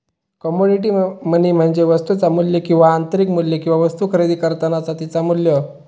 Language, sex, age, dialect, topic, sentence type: Marathi, male, 18-24, Southern Konkan, banking, statement